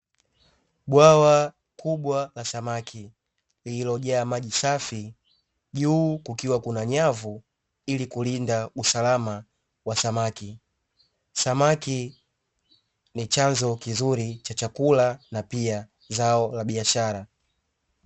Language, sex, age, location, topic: Swahili, male, 18-24, Dar es Salaam, agriculture